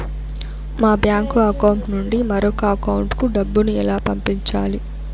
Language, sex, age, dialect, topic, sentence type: Telugu, female, 18-24, Southern, banking, question